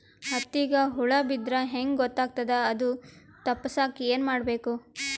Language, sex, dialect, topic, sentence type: Kannada, female, Northeastern, agriculture, question